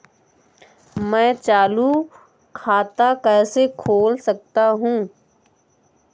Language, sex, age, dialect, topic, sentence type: Hindi, female, 18-24, Awadhi Bundeli, banking, question